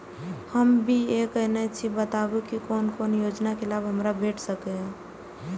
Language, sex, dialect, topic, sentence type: Maithili, female, Eastern / Thethi, banking, question